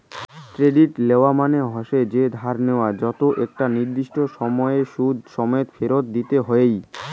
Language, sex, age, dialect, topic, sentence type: Bengali, male, 18-24, Rajbangshi, banking, statement